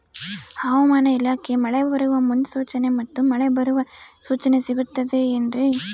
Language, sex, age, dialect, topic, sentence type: Kannada, female, 18-24, Central, agriculture, question